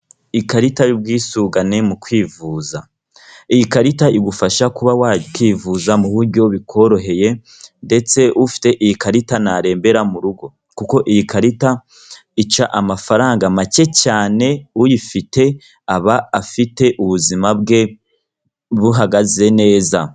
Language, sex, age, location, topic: Kinyarwanda, female, 36-49, Kigali, finance